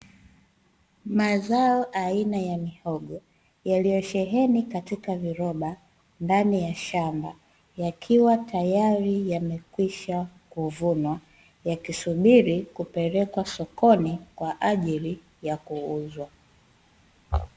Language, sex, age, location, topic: Swahili, female, 25-35, Dar es Salaam, agriculture